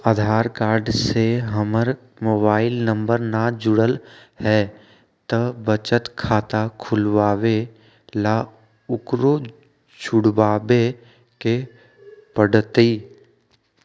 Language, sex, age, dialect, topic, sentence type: Magahi, male, 18-24, Western, banking, question